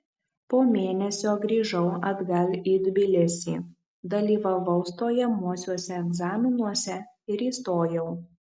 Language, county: Lithuanian, Marijampolė